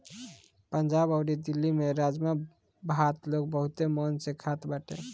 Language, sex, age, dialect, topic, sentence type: Bhojpuri, male, 18-24, Northern, agriculture, statement